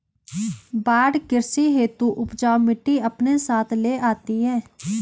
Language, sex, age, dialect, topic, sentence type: Hindi, female, 25-30, Garhwali, agriculture, statement